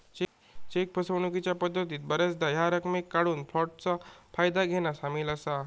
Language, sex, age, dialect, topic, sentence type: Marathi, male, 18-24, Southern Konkan, banking, statement